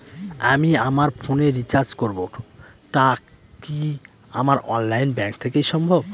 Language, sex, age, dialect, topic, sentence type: Bengali, male, 18-24, Northern/Varendri, banking, question